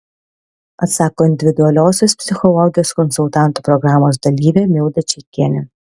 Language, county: Lithuanian, Panevėžys